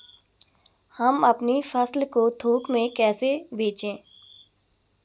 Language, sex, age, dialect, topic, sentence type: Hindi, female, 31-35, Garhwali, agriculture, question